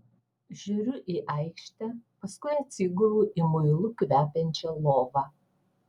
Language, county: Lithuanian, Vilnius